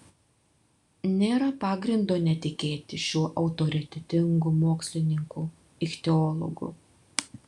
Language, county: Lithuanian, Vilnius